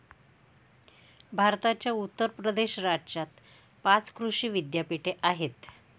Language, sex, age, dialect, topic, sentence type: Marathi, female, 18-24, Northern Konkan, agriculture, statement